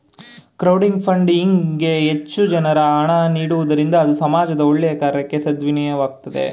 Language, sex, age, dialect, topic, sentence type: Kannada, male, 18-24, Mysore Kannada, banking, statement